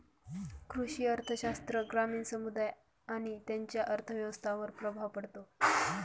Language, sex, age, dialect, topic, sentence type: Marathi, female, 25-30, Northern Konkan, banking, statement